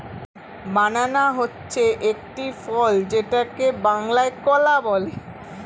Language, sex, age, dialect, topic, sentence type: Bengali, female, 36-40, Standard Colloquial, agriculture, statement